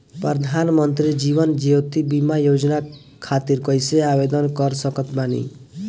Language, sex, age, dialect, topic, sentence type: Bhojpuri, male, 18-24, Southern / Standard, banking, question